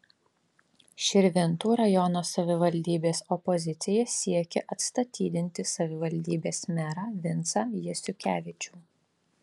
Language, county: Lithuanian, Alytus